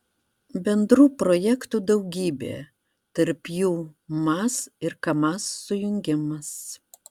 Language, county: Lithuanian, Vilnius